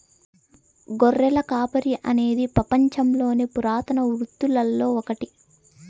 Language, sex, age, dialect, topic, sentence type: Telugu, female, 18-24, Southern, agriculture, statement